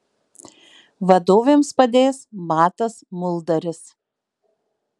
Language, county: Lithuanian, Marijampolė